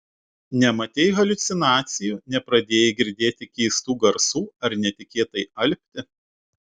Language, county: Lithuanian, Utena